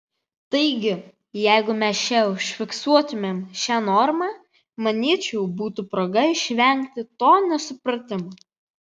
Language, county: Lithuanian, Vilnius